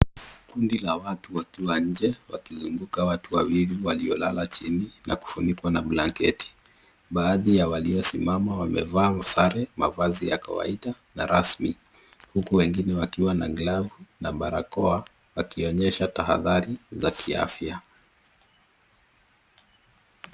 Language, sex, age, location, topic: Swahili, male, 18-24, Nairobi, government